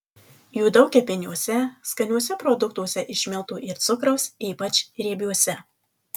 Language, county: Lithuanian, Alytus